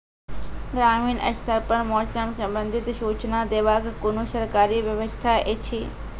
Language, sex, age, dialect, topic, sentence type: Maithili, female, 46-50, Angika, agriculture, question